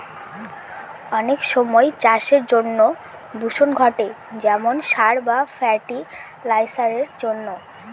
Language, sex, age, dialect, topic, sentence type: Bengali, female, 18-24, Northern/Varendri, agriculture, statement